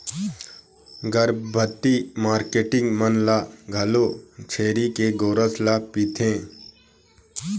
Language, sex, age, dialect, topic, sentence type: Chhattisgarhi, male, 18-24, Eastern, agriculture, statement